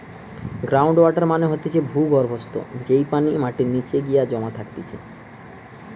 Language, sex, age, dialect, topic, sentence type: Bengali, male, 31-35, Western, agriculture, statement